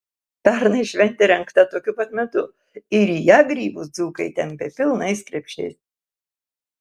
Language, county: Lithuanian, Kaunas